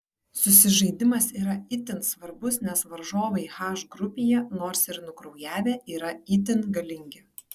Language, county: Lithuanian, Kaunas